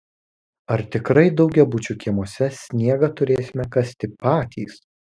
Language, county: Lithuanian, Kaunas